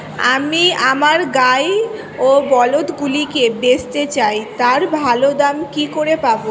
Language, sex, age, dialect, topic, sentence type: Bengali, female, 18-24, Standard Colloquial, agriculture, question